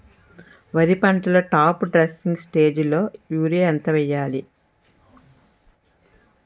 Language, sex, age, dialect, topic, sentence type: Telugu, female, 18-24, Utterandhra, agriculture, question